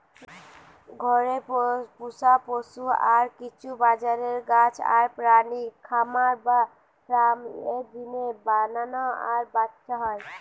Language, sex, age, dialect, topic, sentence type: Bengali, female, 18-24, Western, agriculture, statement